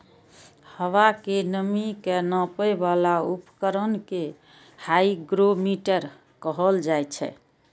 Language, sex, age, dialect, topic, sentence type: Maithili, female, 41-45, Eastern / Thethi, agriculture, statement